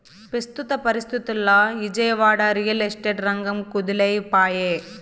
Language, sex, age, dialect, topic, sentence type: Telugu, female, 18-24, Southern, banking, statement